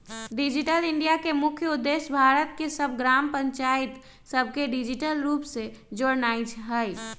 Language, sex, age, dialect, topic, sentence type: Magahi, male, 25-30, Western, banking, statement